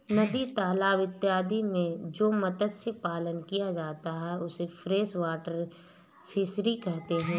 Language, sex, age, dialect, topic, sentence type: Hindi, female, 31-35, Awadhi Bundeli, agriculture, statement